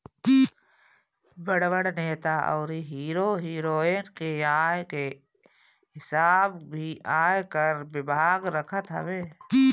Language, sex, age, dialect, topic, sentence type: Bhojpuri, female, 31-35, Northern, banking, statement